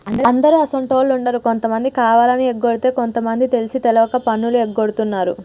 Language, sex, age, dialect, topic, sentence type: Telugu, female, 36-40, Telangana, banking, statement